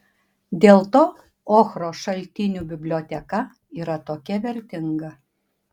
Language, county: Lithuanian, Panevėžys